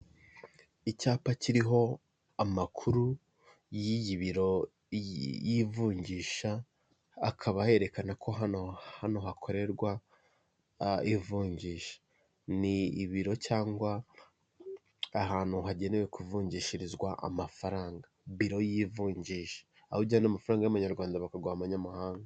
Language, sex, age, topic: Kinyarwanda, male, 18-24, finance